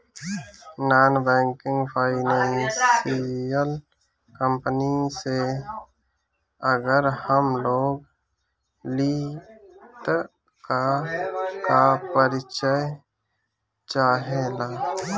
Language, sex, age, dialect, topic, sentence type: Bhojpuri, male, 25-30, Northern, banking, question